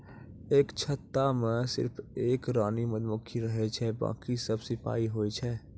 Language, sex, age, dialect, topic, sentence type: Maithili, male, 56-60, Angika, agriculture, statement